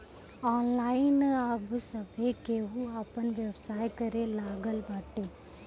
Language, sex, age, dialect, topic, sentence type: Bhojpuri, female, 18-24, Northern, banking, statement